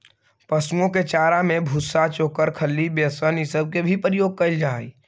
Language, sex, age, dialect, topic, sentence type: Magahi, male, 25-30, Central/Standard, agriculture, statement